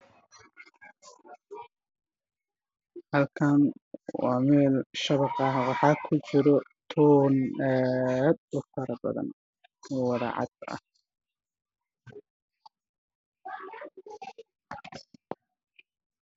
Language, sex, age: Somali, male, 18-24